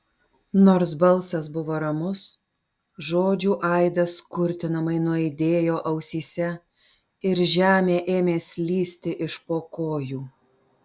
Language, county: Lithuanian, Alytus